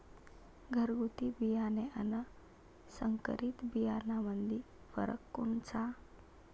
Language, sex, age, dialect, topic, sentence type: Marathi, female, 18-24, Varhadi, agriculture, question